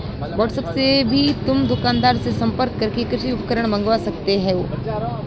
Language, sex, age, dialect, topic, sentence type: Hindi, female, 25-30, Marwari Dhudhari, agriculture, statement